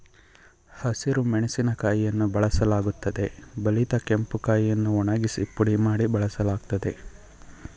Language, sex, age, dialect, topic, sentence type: Kannada, male, 25-30, Mysore Kannada, agriculture, statement